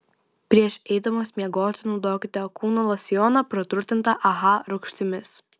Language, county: Lithuanian, Vilnius